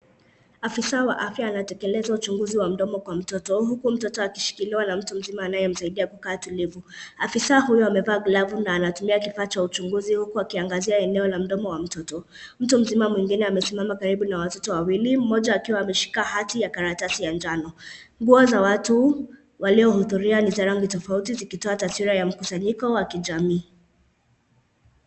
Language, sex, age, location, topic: Swahili, male, 18-24, Nairobi, health